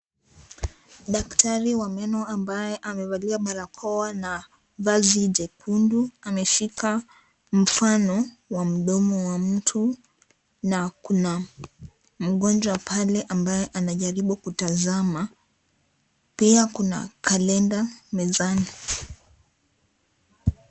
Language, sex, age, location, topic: Swahili, female, 18-24, Kisii, health